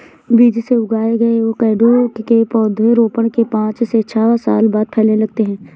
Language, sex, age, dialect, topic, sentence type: Hindi, female, 18-24, Awadhi Bundeli, agriculture, statement